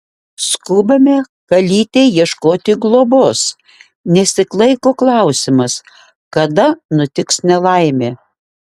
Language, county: Lithuanian, Šiauliai